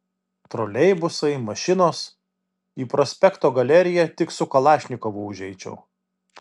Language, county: Lithuanian, Vilnius